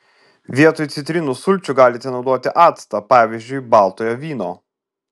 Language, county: Lithuanian, Vilnius